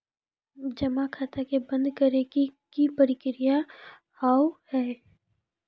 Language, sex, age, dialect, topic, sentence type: Maithili, female, 18-24, Angika, banking, question